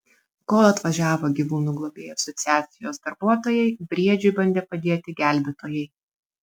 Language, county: Lithuanian, Vilnius